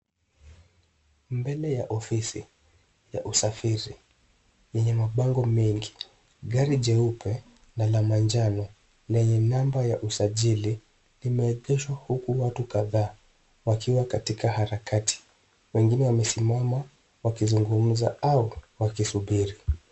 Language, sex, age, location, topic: Swahili, male, 18-24, Nairobi, government